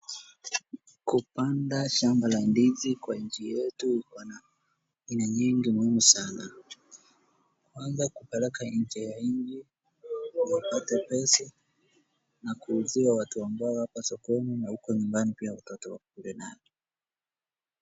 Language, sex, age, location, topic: Swahili, male, 36-49, Wajir, agriculture